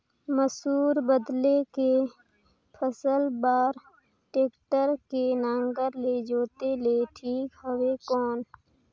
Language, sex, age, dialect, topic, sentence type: Chhattisgarhi, female, 25-30, Northern/Bhandar, agriculture, question